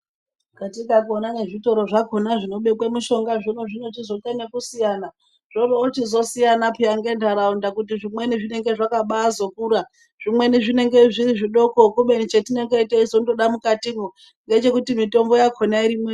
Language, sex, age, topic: Ndau, female, 25-35, health